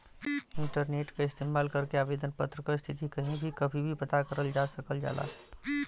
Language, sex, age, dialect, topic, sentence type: Bhojpuri, male, 31-35, Western, banking, statement